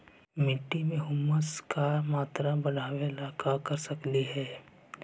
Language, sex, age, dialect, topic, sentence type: Magahi, male, 56-60, Central/Standard, agriculture, question